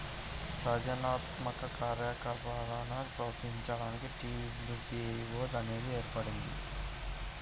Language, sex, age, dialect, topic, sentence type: Telugu, male, 56-60, Central/Coastal, banking, statement